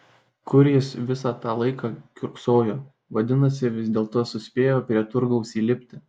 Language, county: Lithuanian, Šiauliai